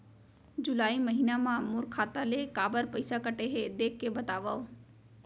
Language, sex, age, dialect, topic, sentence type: Chhattisgarhi, female, 18-24, Central, banking, question